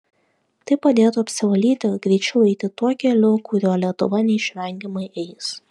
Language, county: Lithuanian, Vilnius